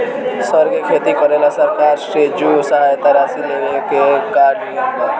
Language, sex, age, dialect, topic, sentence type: Bhojpuri, male, <18, Southern / Standard, agriculture, question